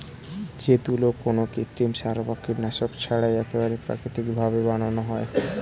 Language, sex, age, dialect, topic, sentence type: Bengali, male, 18-24, Standard Colloquial, agriculture, statement